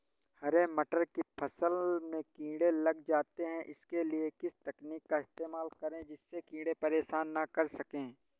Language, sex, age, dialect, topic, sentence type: Hindi, male, 18-24, Awadhi Bundeli, agriculture, question